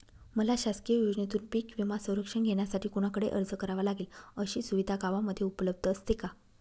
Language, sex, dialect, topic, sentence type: Marathi, female, Northern Konkan, agriculture, question